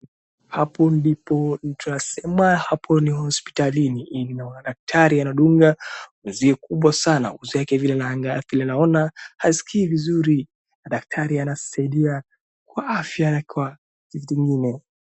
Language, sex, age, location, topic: Swahili, male, 36-49, Wajir, health